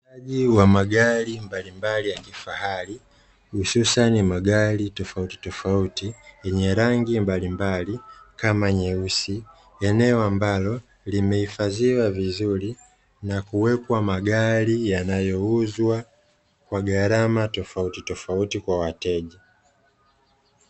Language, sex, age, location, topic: Swahili, male, 25-35, Dar es Salaam, finance